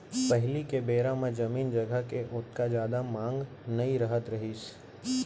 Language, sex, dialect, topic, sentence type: Chhattisgarhi, male, Central, banking, statement